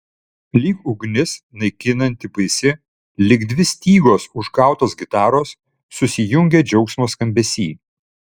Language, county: Lithuanian, Vilnius